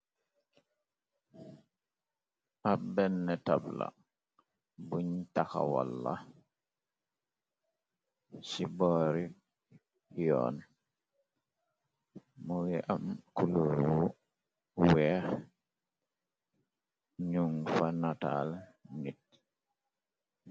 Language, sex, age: Wolof, male, 25-35